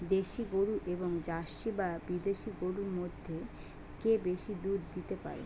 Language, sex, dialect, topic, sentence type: Bengali, female, Western, agriculture, question